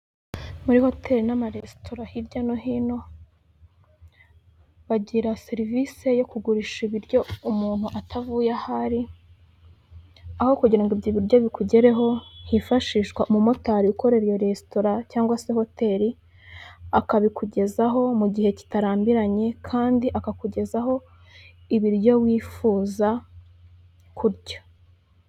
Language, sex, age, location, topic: Kinyarwanda, female, 18-24, Huye, finance